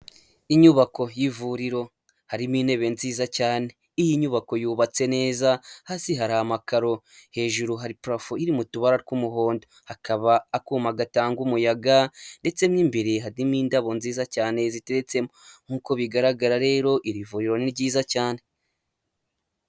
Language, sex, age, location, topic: Kinyarwanda, male, 25-35, Huye, health